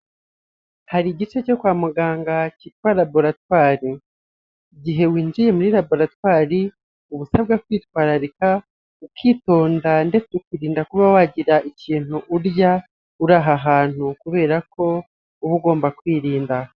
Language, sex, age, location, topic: Kinyarwanda, male, 25-35, Nyagatare, health